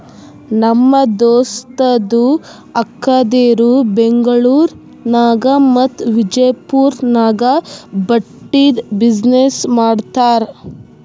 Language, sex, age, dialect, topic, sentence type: Kannada, female, 18-24, Northeastern, banking, statement